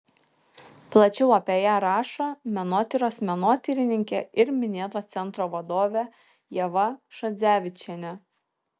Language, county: Lithuanian, Kaunas